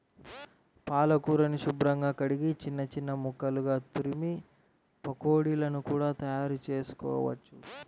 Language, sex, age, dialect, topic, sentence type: Telugu, male, 18-24, Central/Coastal, agriculture, statement